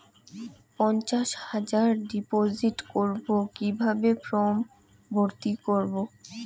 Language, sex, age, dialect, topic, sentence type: Bengali, female, 18-24, Rajbangshi, banking, question